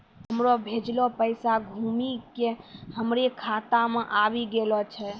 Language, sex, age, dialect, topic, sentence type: Maithili, female, 18-24, Angika, banking, statement